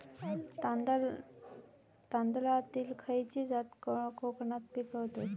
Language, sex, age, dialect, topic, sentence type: Marathi, female, 25-30, Southern Konkan, agriculture, question